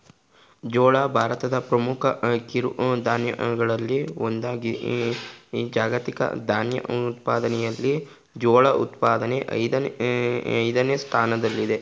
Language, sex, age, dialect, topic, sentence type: Kannada, male, 36-40, Mysore Kannada, agriculture, statement